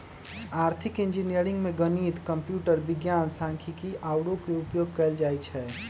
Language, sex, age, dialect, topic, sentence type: Magahi, male, 18-24, Western, banking, statement